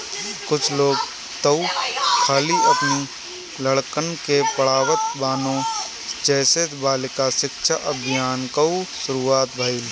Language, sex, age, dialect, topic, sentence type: Bhojpuri, male, 18-24, Northern, banking, statement